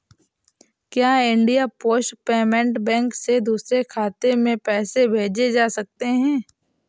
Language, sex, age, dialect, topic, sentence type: Hindi, female, 18-24, Awadhi Bundeli, banking, question